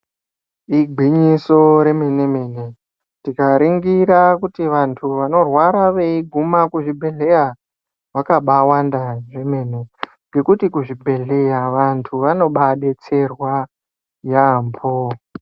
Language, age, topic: Ndau, 18-24, health